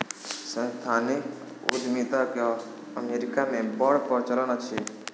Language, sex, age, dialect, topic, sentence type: Maithili, male, 18-24, Southern/Standard, banking, statement